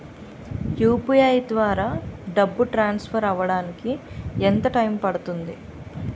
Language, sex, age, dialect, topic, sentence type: Telugu, female, 25-30, Utterandhra, banking, question